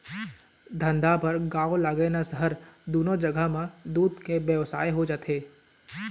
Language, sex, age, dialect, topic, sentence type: Chhattisgarhi, male, 18-24, Eastern, agriculture, statement